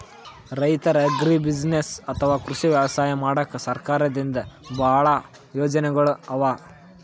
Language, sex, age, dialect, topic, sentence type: Kannada, male, 41-45, Northeastern, agriculture, statement